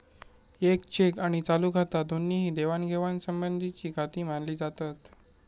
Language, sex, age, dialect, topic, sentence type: Marathi, male, 18-24, Southern Konkan, banking, statement